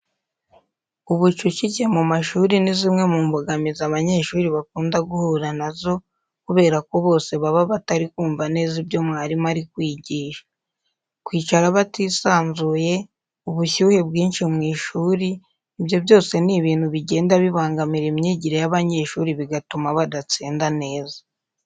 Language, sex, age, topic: Kinyarwanda, female, 18-24, education